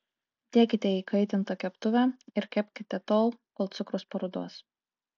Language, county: Lithuanian, Klaipėda